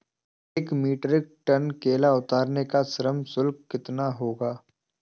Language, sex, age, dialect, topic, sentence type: Hindi, male, 18-24, Awadhi Bundeli, agriculture, question